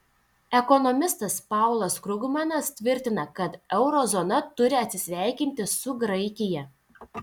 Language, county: Lithuanian, Telšiai